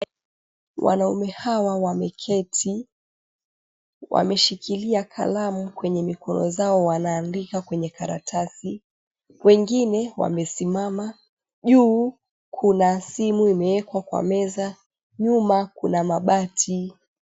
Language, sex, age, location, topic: Swahili, female, 25-35, Mombasa, government